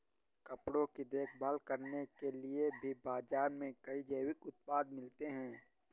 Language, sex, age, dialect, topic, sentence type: Hindi, male, 31-35, Awadhi Bundeli, agriculture, statement